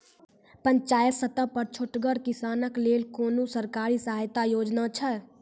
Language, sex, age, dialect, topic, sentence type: Maithili, female, 46-50, Angika, agriculture, question